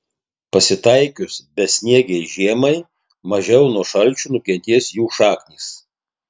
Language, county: Lithuanian, Tauragė